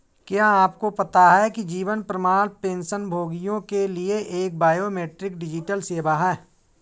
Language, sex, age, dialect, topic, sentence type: Hindi, male, 41-45, Awadhi Bundeli, banking, statement